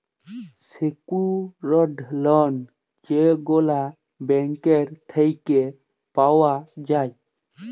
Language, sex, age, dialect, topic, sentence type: Bengali, male, 18-24, Jharkhandi, banking, statement